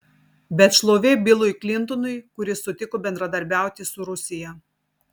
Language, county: Lithuanian, Telšiai